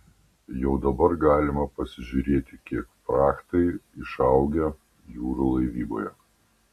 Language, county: Lithuanian, Panevėžys